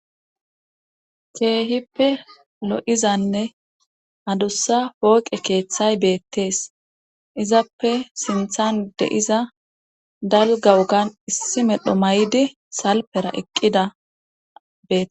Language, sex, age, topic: Gamo, female, 25-35, government